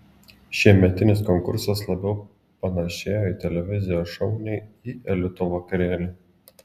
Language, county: Lithuanian, Klaipėda